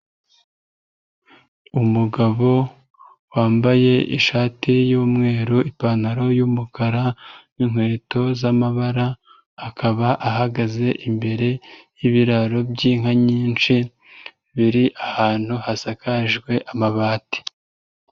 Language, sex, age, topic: Kinyarwanda, female, 36-49, agriculture